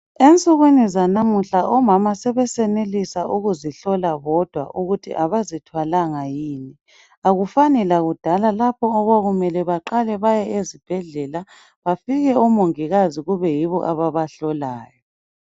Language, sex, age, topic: North Ndebele, female, 25-35, health